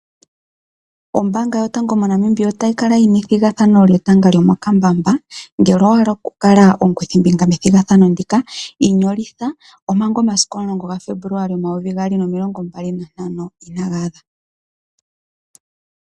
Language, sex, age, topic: Oshiwambo, female, 25-35, finance